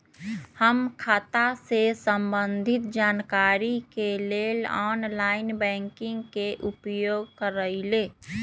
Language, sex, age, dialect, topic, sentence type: Magahi, female, 31-35, Western, banking, statement